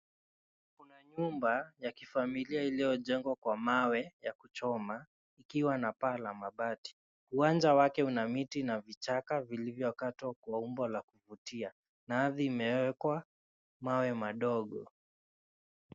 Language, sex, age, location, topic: Swahili, male, 25-35, Nairobi, finance